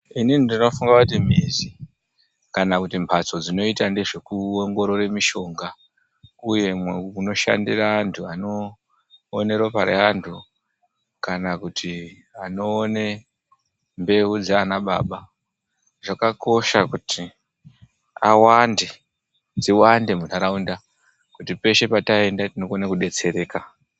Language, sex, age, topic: Ndau, male, 25-35, health